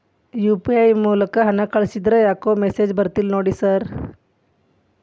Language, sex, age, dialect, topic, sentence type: Kannada, female, 41-45, Dharwad Kannada, banking, question